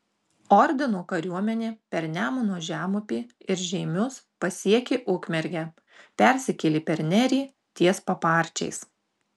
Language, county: Lithuanian, Tauragė